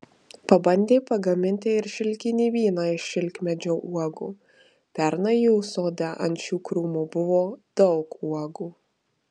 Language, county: Lithuanian, Marijampolė